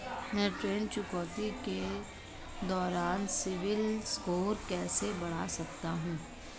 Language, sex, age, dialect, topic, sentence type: Hindi, female, 25-30, Marwari Dhudhari, banking, question